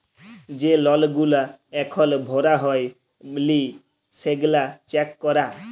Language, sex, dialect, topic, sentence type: Bengali, male, Jharkhandi, banking, statement